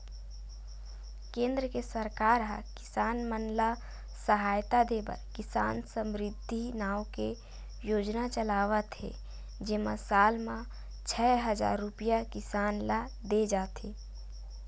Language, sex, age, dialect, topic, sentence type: Chhattisgarhi, female, 18-24, Western/Budati/Khatahi, agriculture, statement